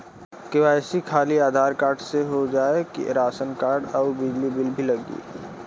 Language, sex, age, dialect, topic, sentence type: Bhojpuri, male, 18-24, Western, banking, question